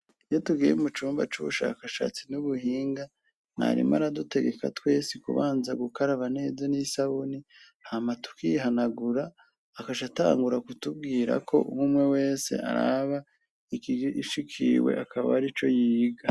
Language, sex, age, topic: Rundi, male, 36-49, education